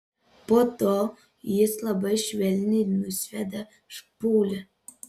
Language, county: Lithuanian, Panevėžys